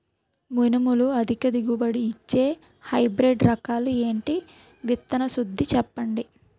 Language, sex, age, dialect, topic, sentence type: Telugu, female, 18-24, Utterandhra, agriculture, question